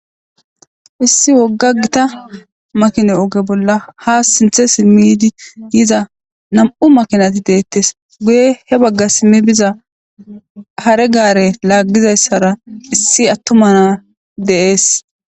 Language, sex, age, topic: Gamo, female, 25-35, government